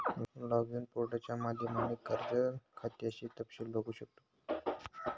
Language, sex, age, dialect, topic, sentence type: Marathi, male, 18-24, Northern Konkan, banking, statement